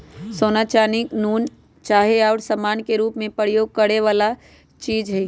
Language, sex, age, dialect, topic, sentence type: Magahi, male, 18-24, Western, banking, statement